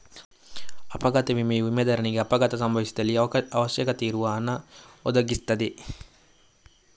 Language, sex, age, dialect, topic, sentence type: Kannada, male, 46-50, Coastal/Dakshin, banking, statement